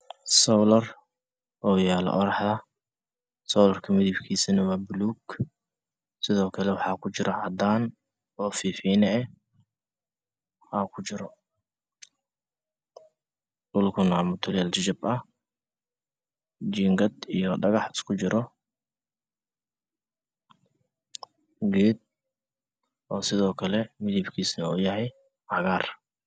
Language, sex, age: Somali, male, 18-24